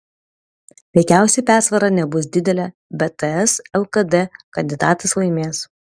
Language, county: Lithuanian, Panevėžys